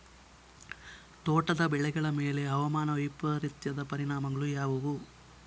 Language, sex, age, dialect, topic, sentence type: Kannada, male, 18-24, Coastal/Dakshin, agriculture, question